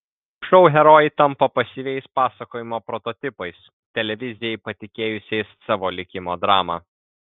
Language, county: Lithuanian, Kaunas